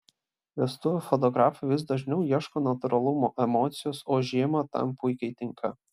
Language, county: Lithuanian, Klaipėda